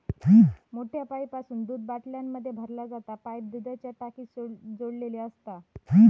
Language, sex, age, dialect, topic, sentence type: Marathi, female, 60-100, Southern Konkan, agriculture, statement